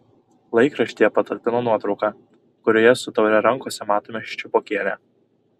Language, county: Lithuanian, Kaunas